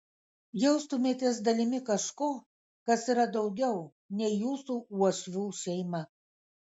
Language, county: Lithuanian, Kaunas